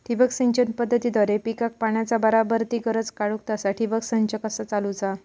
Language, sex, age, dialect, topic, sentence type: Marathi, female, 25-30, Southern Konkan, agriculture, question